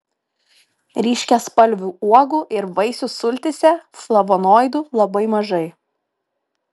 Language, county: Lithuanian, Šiauliai